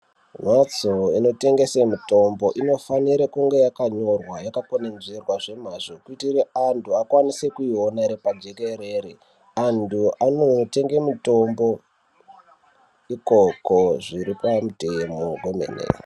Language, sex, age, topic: Ndau, male, 18-24, health